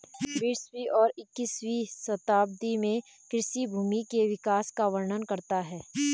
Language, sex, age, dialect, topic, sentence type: Hindi, female, 25-30, Garhwali, agriculture, statement